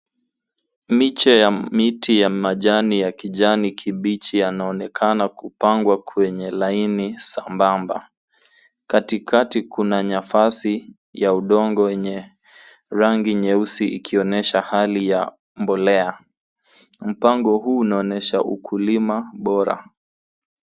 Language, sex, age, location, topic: Swahili, male, 18-24, Nairobi, health